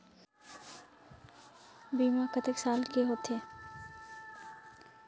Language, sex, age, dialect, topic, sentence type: Chhattisgarhi, female, 25-30, Northern/Bhandar, banking, question